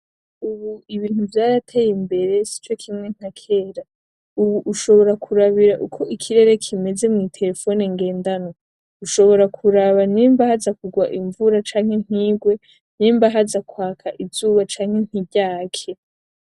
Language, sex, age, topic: Rundi, female, 18-24, agriculture